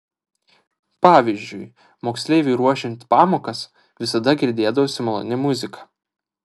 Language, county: Lithuanian, Vilnius